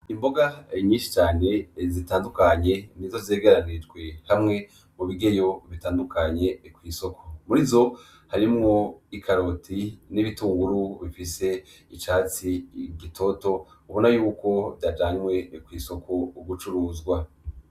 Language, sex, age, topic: Rundi, male, 25-35, agriculture